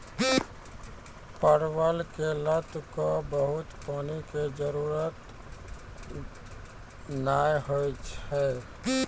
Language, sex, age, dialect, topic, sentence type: Maithili, male, 36-40, Angika, agriculture, statement